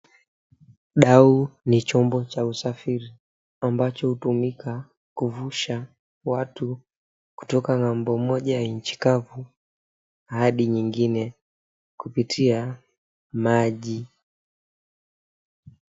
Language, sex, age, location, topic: Swahili, male, 18-24, Mombasa, government